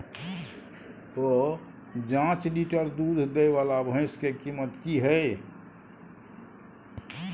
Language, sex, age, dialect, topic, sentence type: Maithili, male, 60-100, Bajjika, agriculture, question